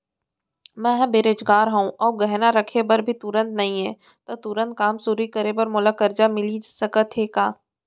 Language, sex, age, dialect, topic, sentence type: Chhattisgarhi, female, 60-100, Central, banking, question